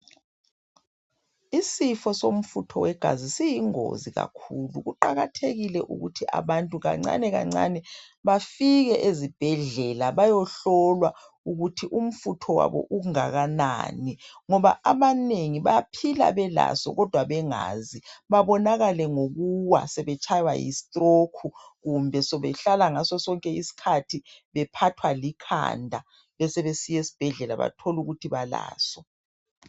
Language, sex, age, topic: North Ndebele, male, 36-49, health